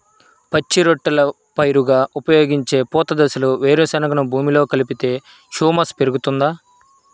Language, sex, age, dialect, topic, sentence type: Telugu, male, 25-30, Central/Coastal, agriculture, question